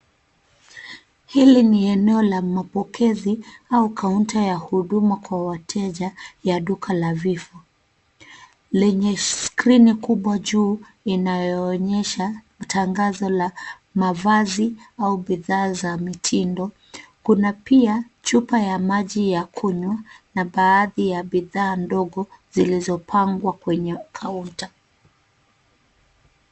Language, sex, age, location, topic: Swahili, female, 36-49, Nairobi, finance